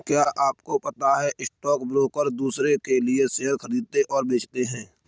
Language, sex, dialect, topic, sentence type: Hindi, male, Kanauji Braj Bhasha, banking, statement